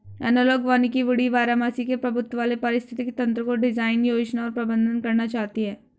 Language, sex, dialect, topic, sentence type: Hindi, female, Hindustani Malvi Khadi Boli, agriculture, statement